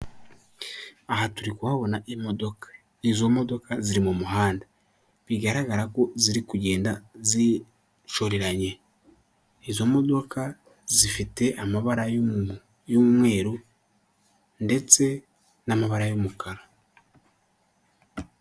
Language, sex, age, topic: Kinyarwanda, male, 18-24, government